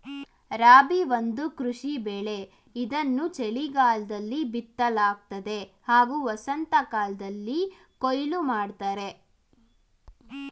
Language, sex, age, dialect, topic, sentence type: Kannada, female, 18-24, Mysore Kannada, agriculture, statement